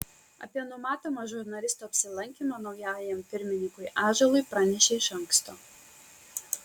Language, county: Lithuanian, Kaunas